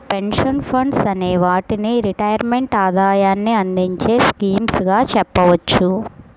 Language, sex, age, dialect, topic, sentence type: Telugu, male, 41-45, Central/Coastal, banking, statement